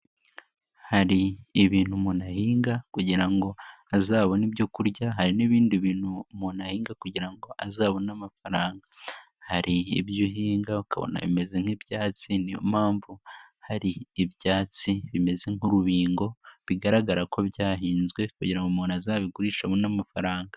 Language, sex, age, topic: Kinyarwanda, male, 18-24, agriculture